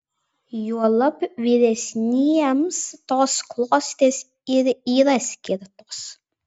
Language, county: Lithuanian, Vilnius